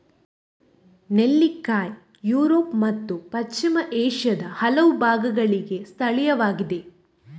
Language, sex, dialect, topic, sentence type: Kannada, female, Coastal/Dakshin, agriculture, statement